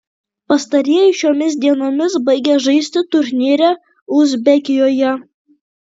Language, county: Lithuanian, Kaunas